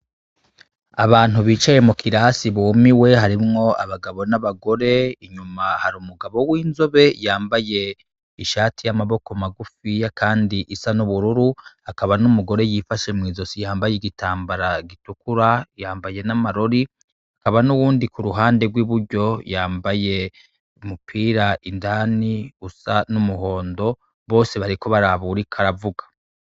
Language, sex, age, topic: Rundi, male, 36-49, education